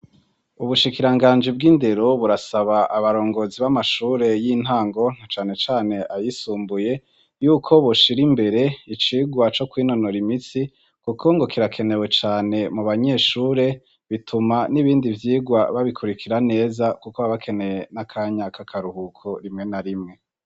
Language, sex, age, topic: Rundi, male, 25-35, education